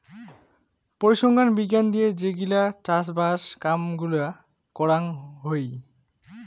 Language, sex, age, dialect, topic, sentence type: Bengali, male, 18-24, Rajbangshi, agriculture, statement